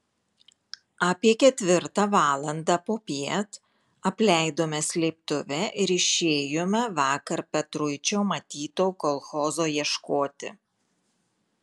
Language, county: Lithuanian, Marijampolė